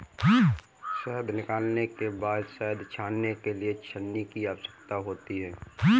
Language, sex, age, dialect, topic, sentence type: Hindi, male, 18-24, Kanauji Braj Bhasha, agriculture, statement